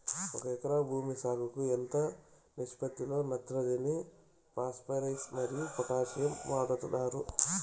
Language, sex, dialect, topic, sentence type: Telugu, male, Southern, agriculture, question